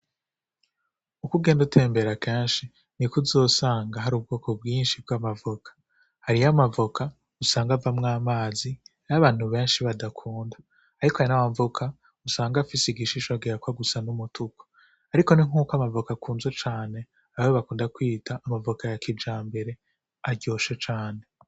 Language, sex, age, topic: Rundi, male, 18-24, agriculture